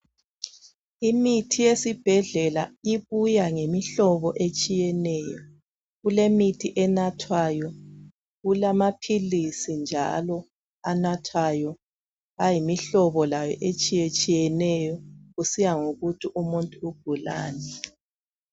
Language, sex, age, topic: North Ndebele, female, 36-49, health